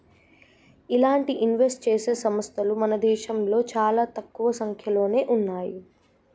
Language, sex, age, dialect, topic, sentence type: Telugu, male, 18-24, Telangana, banking, statement